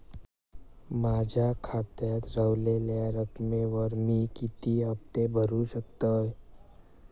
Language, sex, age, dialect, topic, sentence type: Marathi, male, 18-24, Southern Konkan, banking, question